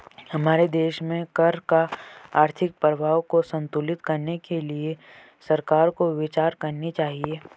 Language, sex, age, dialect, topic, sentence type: Hindi, male, 18-24, Marwari Dhudhari, banking, statement